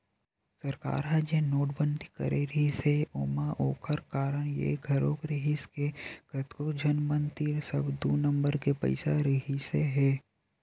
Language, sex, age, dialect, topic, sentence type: Chhattisgarhi, male, 18-24, Western/Budati/Khatahi, banking, statement